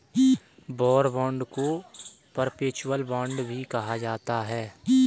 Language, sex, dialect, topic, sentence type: Hindi, male, Kanauji Braj Bhasha, banking, statement